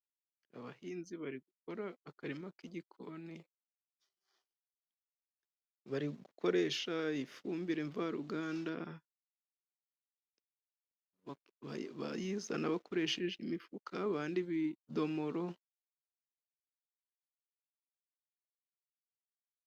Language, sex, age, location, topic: Kinyarwanda, male, 25-35, Musanze, agriculture